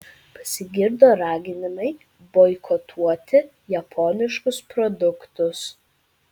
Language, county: Lithuanian, Vilnius